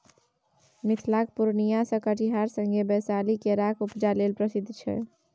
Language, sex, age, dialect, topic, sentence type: Maithili, female, 18-24, Bajjika, agriculture, statement